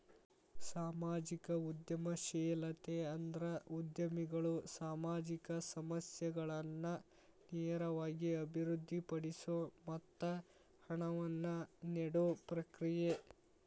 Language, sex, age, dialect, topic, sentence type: Kannada, male, 18-24, Dharwad Kannada, banking, statement